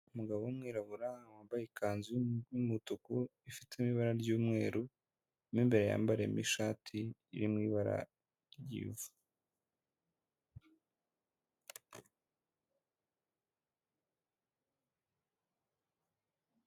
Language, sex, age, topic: Kinyarwanda, male, 18-24, government